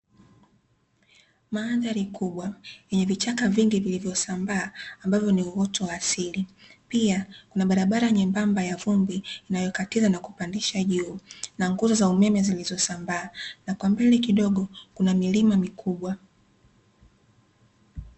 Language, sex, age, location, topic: Swahili, female, 18-24, Dar es Salaam, agriculture